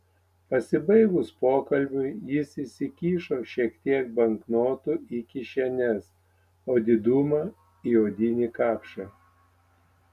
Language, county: Lithuanian, Panevėžys